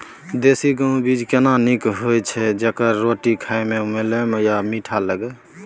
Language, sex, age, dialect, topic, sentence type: Maithili, male, 18-24, Bajjika, agriculture, question